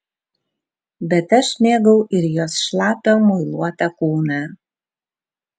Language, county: Lithuanian, Vilnius